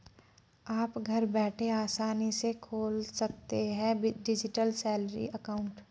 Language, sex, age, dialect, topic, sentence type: Hindi, female, 25-30, Marwari Dhudhari, banking, statement